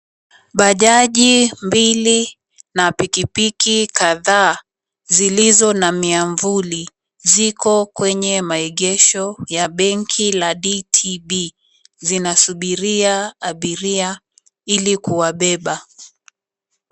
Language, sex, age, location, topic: Swahili, female, 25-35, Mombasa, government